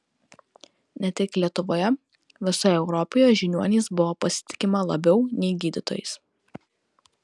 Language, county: Lithuanian, Kaunas